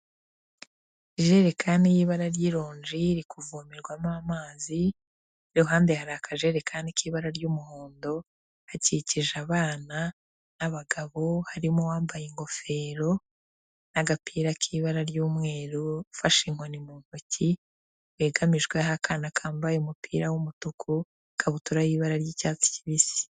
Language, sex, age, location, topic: Kinyarwanda, female, 36-49, Kigali, health